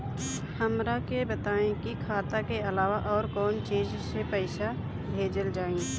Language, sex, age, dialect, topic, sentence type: Bhojpuri, female, 25-30, Northern, banking, question